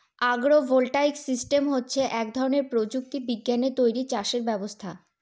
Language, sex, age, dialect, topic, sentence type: Bengali, female, 18-24, Northern/Varendri, agriculture, statement